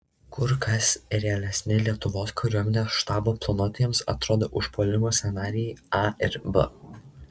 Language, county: Lithuanian, Šiauliai